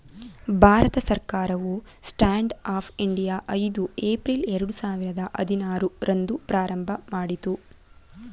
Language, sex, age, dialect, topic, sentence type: Kannada, female, 18-24, Mysore Kannada, banking, statement